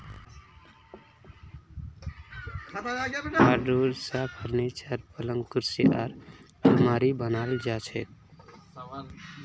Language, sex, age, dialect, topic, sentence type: Magahi, male, 18-24, Northeastern/Surjapuri, agriculture, statement